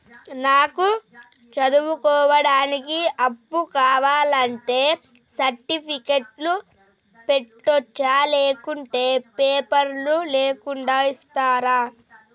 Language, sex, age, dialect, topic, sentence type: Telugu, female, 31-35, Telangana, banking, question